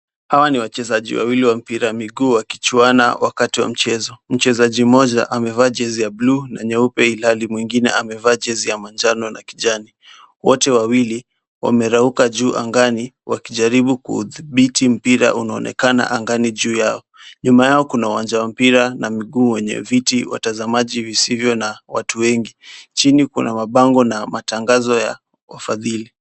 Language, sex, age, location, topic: Swahili, male, 18-24, Kisumu, government